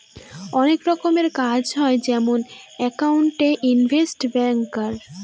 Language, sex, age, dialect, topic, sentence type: Bengali, female, 18-24, Northern/Varendri, banking, statement